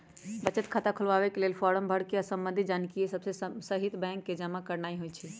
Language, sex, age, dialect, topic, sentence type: Magahi, female, 25-30, Western, banking, statement